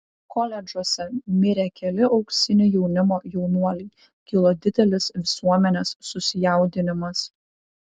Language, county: Lithuanian, Vilnius